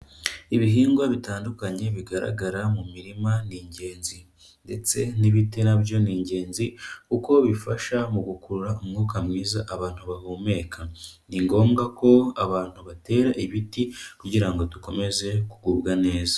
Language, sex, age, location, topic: Kinyarwanda, male, 25-35, Kigali, agriculture